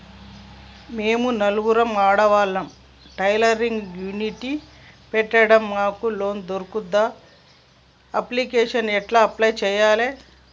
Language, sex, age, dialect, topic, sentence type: Telugu, male, 41-45, Telangana, banking, question